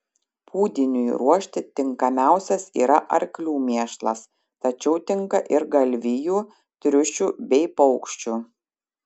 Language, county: Lithuanian, Šiauliai